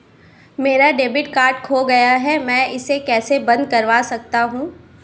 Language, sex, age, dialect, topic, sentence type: Hindi, female, 25-30, Awadhi Bundeli, banking, question